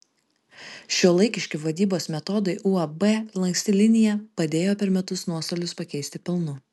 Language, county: Lithuanian, Vilnius